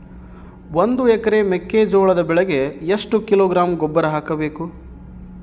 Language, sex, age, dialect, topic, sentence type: Kannada, male, 31-35, Central, agriculture, question